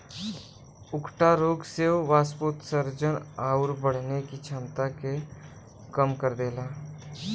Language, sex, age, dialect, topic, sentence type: Bhojpuri, male, 18-24, Western, agriculture, statement